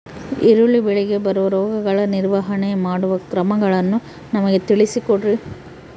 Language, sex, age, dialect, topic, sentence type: Kannada, female, 18-24, Central, agriculture, question